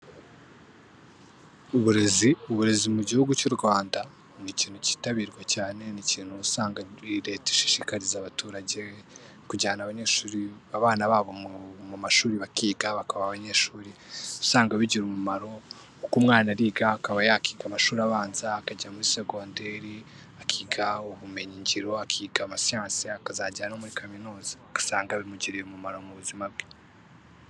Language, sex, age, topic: Kinyarwanda, male, 18-24, education